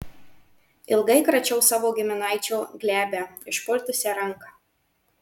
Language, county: Lithuanian, Marijampolė